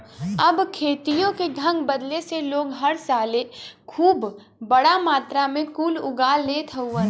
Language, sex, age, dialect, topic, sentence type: Bhojpuri, female, 18-24, Western, agriculture, statement